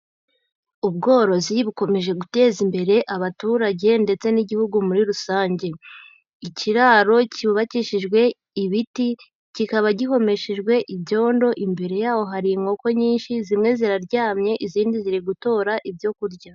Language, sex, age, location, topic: Kinyarwanda, female, 18-24, Huye, agriculture